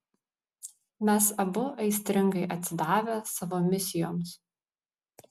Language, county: Lithuanian, Vilnius